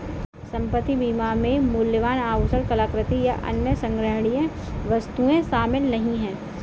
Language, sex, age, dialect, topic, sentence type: Hindi, female, 18-24, Kanauji Braj Bhasha, banking, statement